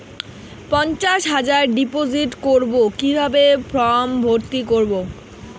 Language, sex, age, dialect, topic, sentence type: Bengali, female, 18-24, Rajbangshi, banking, question